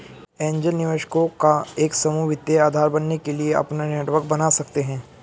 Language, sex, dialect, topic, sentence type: Hindi, male, Hindustani Malvi Khadi Boli, banking, statement